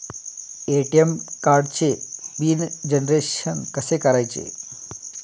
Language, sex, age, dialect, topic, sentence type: Marathi, male, 31-35, Standard Marathi, banking, question